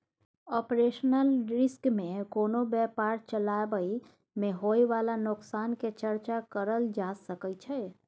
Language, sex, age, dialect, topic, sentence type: Maithili, female, 25-30, Bajjika, banking, statement